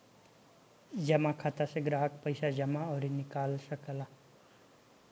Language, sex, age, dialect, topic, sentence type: Bhojpuri, male, 18-24, Northern, banking, statement